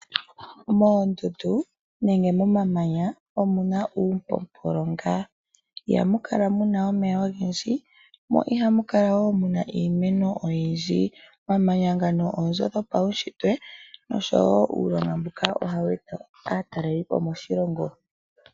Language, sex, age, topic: Oshiwambo, female, 25-35, agriculture